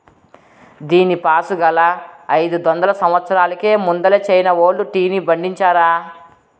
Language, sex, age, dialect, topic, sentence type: Telugu, female, 36-40, Southern, agriculture, statement